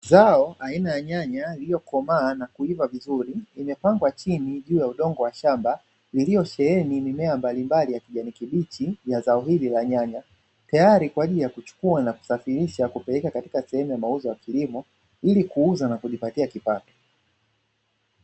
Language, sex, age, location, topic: Swahili, male, 25-35, Dar es Salaam, agriculture